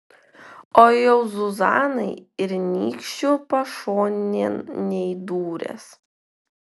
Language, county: Lithuanian, Vilnius